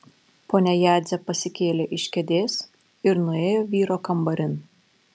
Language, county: Lithuanian, Panevėžys